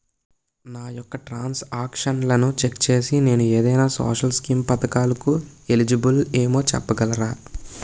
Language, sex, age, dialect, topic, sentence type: Telugu, male, 18-24, Utterandhra, banking, question